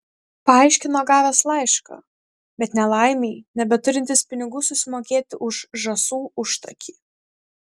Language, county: Lithuanian, Kaunas